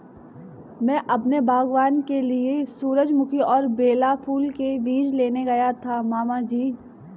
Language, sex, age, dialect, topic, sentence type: Hindi, female, 18-24, Kanauji Braj Bhasha, agriculture, statement